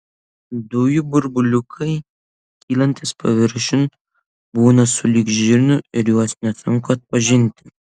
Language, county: Lithuanian, Vilnius